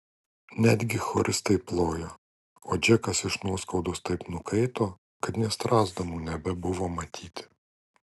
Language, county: Lithuanian, Kaunas